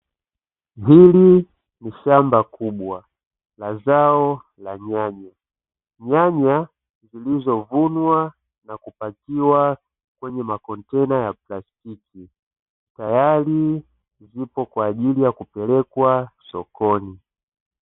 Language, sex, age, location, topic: Swahili, male, 25-35, Dar es Salaam, agriculture